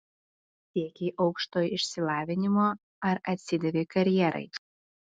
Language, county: Lithuanian, Klaipėda